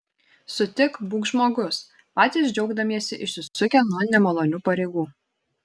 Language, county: Lithuanian, Šiauliai